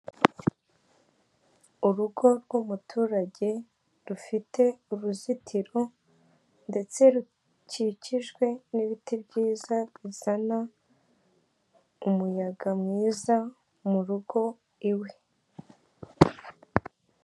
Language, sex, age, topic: Kinyarwanda, female, 18-24, government